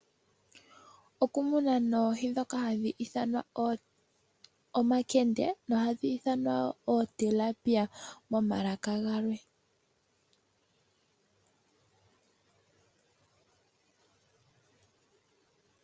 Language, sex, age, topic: Oshiwambo, female, 18-24, agriculture